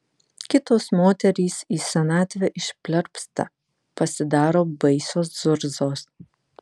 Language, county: Lithuanian, Vilnius